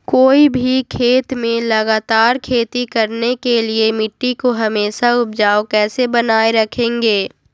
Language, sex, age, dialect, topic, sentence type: Magahi, female, 18-24, Western, agriculture, question